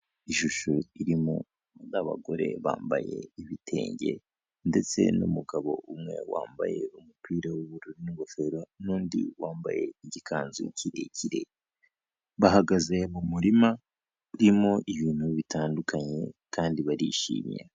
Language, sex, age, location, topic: Kinyarwanda, male, 18-24, Kigali, health